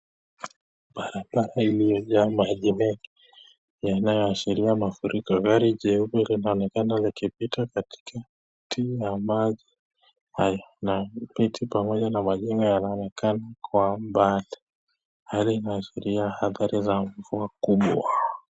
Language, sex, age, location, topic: Swahili, male, 18-24, Nakuru, health